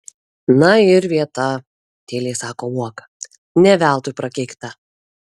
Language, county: Lithuanian, Kaunas